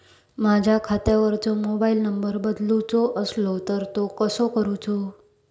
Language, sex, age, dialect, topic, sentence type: Marathi, female, 31-35, Southern Konkan, banking, question